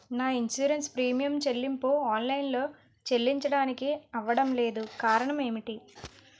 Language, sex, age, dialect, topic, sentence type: Telugu, female, 18-24, Utterandhra, banking, question